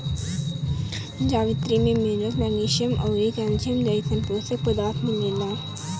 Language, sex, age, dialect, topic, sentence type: Bhojpuri, male, 18-24, Northern, agriculture, statement